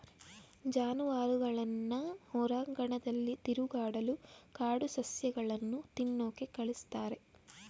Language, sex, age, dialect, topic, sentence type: Kannada, female, 18-24, Mysore Kannada, agriculture, statement